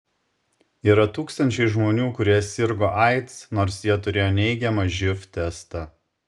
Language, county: Lithuanian, Šiauliai